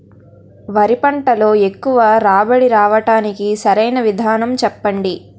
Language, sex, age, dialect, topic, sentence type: Telugu, female, 18-24, Utterandhra, agriculture, question